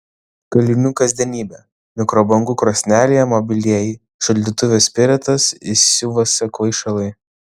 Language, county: Lithuanian, Vilnius